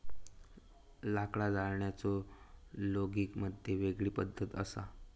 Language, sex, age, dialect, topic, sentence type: Marathi, male, 18-24, Southern Konkan, agriculture, statement